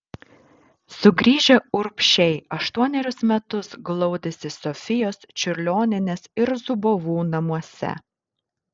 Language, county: Lithuanian, Šiauliai